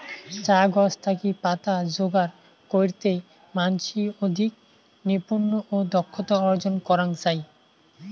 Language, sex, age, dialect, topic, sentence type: Bengali, male, 18-24, Rajbangshi, agriculture, statement